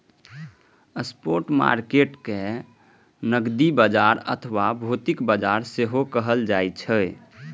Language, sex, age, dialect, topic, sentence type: Maithili, male, 18-24, Eastern / Thethi, banking, statement